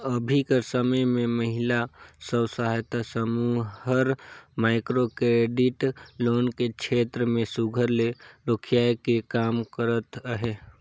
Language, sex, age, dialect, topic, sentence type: Chhattisgarhi, male, 18-24, Northern/Bhandar, banking, statement